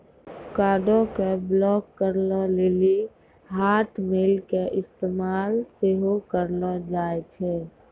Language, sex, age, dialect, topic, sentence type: Maithili, female, 18-24, Angika, banking, statement